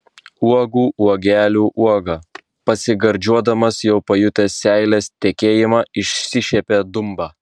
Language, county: Lithuanian, Vilnius